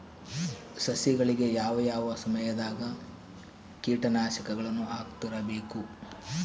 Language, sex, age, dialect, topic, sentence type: Kannada, male, 46-50, Central, agriculture, question